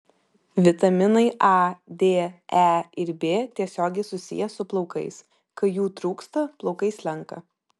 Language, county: Lithuanian, Vilnius